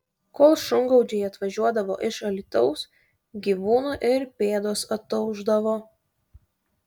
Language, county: Lithuanian, Kaunas